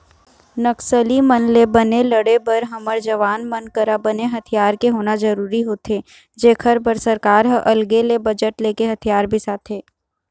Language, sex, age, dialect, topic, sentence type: Chhattisgarhi, female, 36-40, Eastern, banking, statement